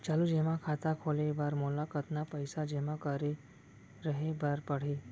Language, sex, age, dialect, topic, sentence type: Chhattisgarhi, male, 18-24, Central, banking, question